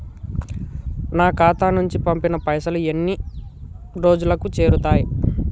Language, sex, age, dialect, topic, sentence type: Telugu, male, 18-24, Telangana, banking, question